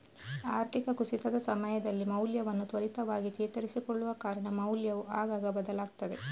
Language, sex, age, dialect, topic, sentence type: Kannada, female, 31-35, Coastal/Dakshin, banking, statement